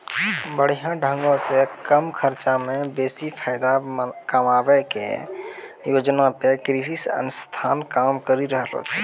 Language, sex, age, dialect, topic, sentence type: Maithili, male, 18-24, Angika, agriculture, statement